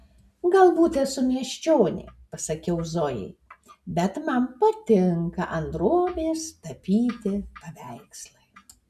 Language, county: Lithuanian, Alytus